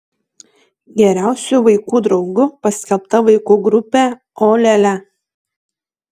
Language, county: Lithuanian, Šiauliai